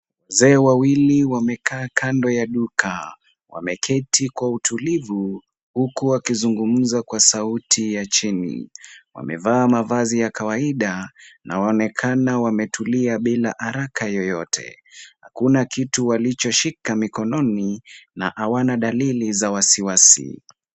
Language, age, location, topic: Swahili, 18-24, Kisumu, finance